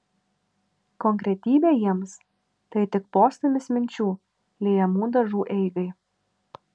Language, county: Lithuanian, Vilnius